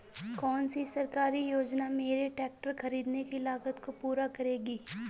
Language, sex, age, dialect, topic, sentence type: Hindi, female, 25-30, Awadhi Bundeli, agriculture, question